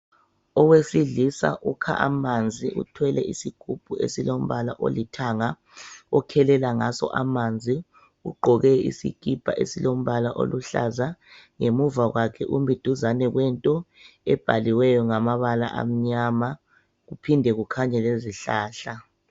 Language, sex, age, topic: North Ndebele, female, 36-49, health